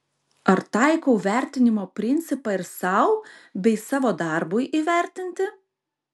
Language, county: Lithuanian, Klaipėda